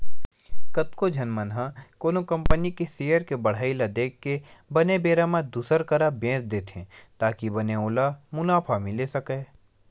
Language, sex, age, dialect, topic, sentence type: Chhattisgarhi, male, 18-24, Western/Budati/Khatahi, banking, statement